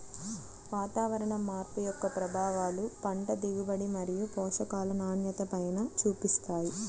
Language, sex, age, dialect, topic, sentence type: Telugu, female, 25-30, Central/Coastal, agriculture, statement